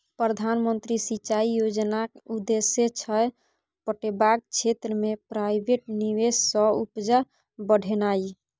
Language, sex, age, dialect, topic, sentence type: Maithili, female, 41-45, Bajjika, agriculture, statement